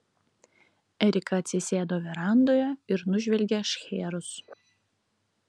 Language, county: Lithuanian, Klaipėda